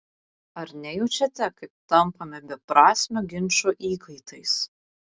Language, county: Lithuanian, Vilnius